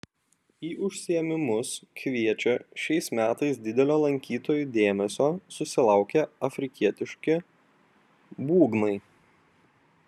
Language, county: Lithuanian, Vilnius